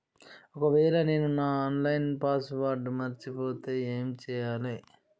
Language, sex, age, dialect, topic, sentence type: Telugu, male, 36-40, Telangana, banking, question